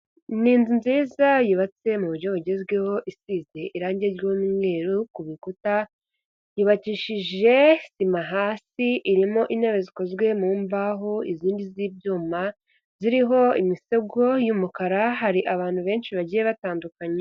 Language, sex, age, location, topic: Kinyarwanda, female, 50+, Kigali, health